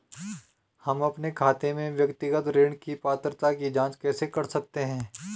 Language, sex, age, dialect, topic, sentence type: Hindi, male, 36-40, Garhwali, banking, question